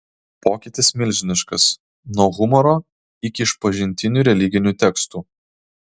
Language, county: Lithuanian, Kaunas